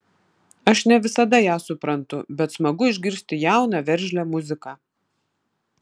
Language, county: Lithuanian, Vilnius